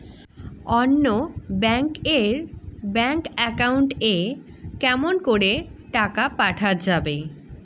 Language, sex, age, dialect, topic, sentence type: Bengali, female, 18-24, Rajbangshi, banking, question